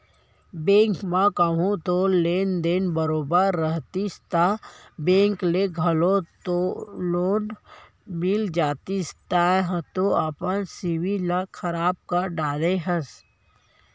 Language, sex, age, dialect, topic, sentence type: Chhattisgarhi, female, 18-24, Central, banking, statement